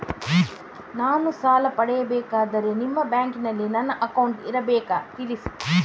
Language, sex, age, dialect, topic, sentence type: Kannada, female, 18-24, Coastal/Dakshin, banking, question